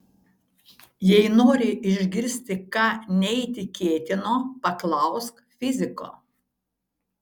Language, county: Lithuanian, Šiauliai